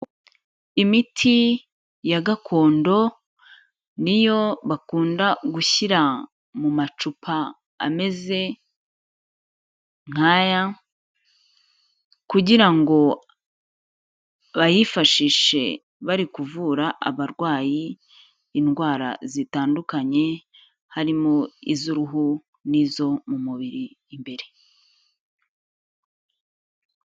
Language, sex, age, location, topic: Kinyarwanda, female, 25-35, Kigali, health